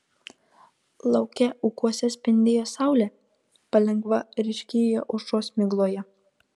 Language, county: Lithuanian, Kaunas